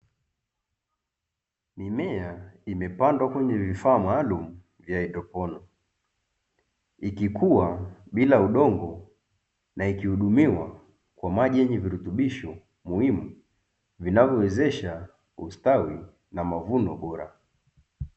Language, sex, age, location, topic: Swahili, male, 25-35, Dar es Salaam, agriculture